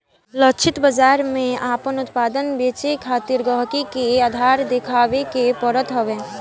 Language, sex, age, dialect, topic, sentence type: Bhojpuri, female, 18-24, Northern, banking, statement